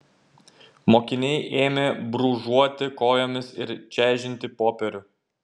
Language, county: Lithuanian, Šiauliai